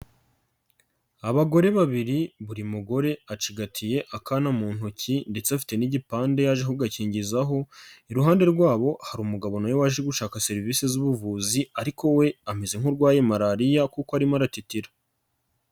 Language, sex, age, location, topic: Kinyarwanda, male, 25-35, Nyagatare, health